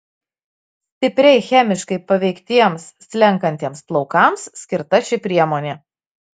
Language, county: Lithuanian, Marijampolė